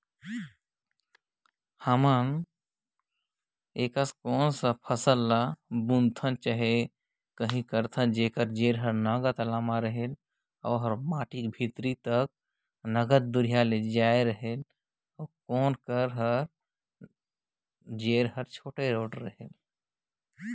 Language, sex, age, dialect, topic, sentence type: Chhattisgarhi, male, 18-24, Northern/Bhandar, agriculture, statement